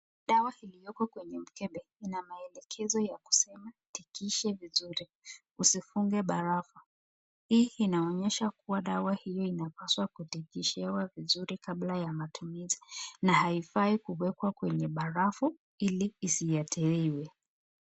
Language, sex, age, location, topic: Swahili, female, 25-35, Nakuru, health